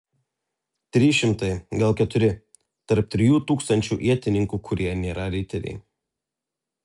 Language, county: Lithuanian, Telšiai